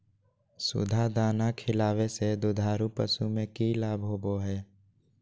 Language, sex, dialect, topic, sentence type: Magahi, male, Southern, agriculture, question